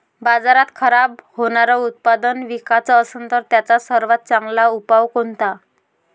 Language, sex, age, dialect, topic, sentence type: Marathi, female, 25-30, Varhadi, agriculture, statement